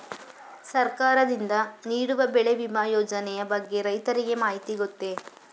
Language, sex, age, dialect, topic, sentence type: Kannada, female, 41-45, Mysore Kannada, agriculture, question